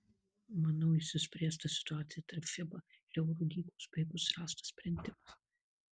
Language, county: Lithuanian, Kaunas